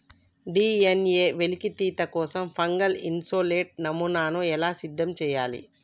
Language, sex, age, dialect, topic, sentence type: Telugu, female, 25-30, Telangana, agriculture, question